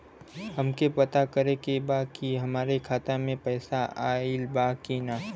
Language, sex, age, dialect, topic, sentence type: Bhojpuri, male, 18-24, Western, banking, question